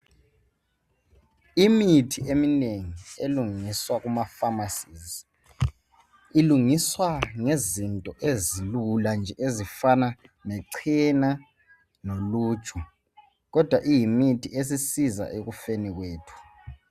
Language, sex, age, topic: North Ndebele, male, 18-24, health